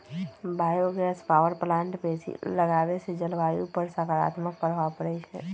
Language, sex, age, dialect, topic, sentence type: Magahi, female, 18-24, Western, agriculture, statement